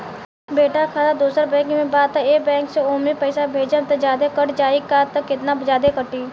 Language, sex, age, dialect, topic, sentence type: Bhojpuri, female, 18-24, Southern / Standard, banking, question